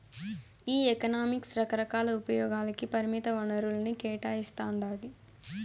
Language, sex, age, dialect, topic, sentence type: Telugu, female, 18-24, Southern, banking, statement